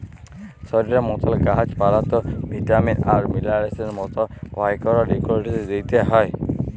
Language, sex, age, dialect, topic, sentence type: Bengali, male, 18-24, Jharkhandi, agriculture, statement